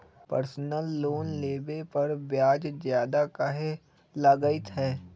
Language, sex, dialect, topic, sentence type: Magahi, male, Western, banking, question